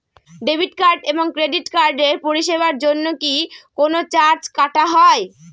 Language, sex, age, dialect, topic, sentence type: Bengali, female, 25-30, Northern/Varendri, banking, question